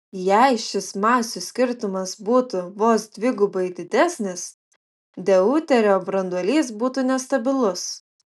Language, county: Lithuanian, Utena